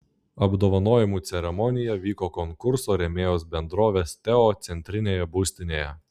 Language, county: Lithuanian, Klaipėda